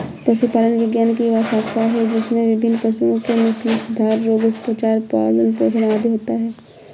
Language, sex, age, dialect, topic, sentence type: Hindi, female, 51-55, Awadhi Bundeli, agriculture, statement